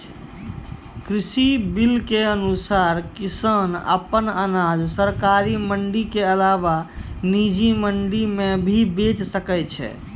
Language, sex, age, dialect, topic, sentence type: Maithili, male, 51-55, Angika, agriculture, statement